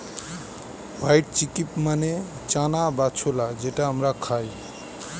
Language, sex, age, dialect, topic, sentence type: Bengali, male, 41-45, Standard Colloquial, agriculture, statement